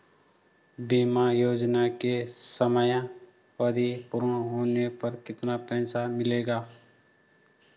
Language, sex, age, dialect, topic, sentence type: Hindi, male, 25-30, Garhwali, banking, question